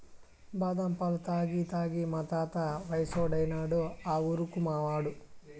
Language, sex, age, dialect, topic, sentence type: Telugu, male, 31-35, Southern, agriculture, statement